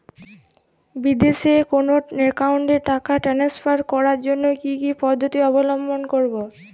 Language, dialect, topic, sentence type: Bengali, Jharkhandi, banking, question